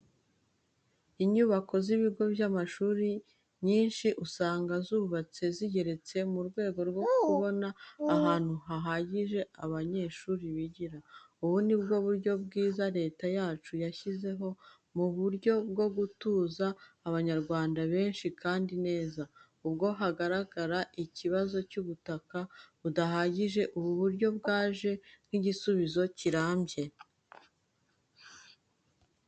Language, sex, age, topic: Kinyarwanda, female, 25-35, education